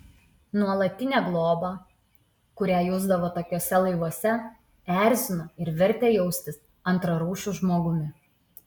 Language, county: Lithuanian, Utena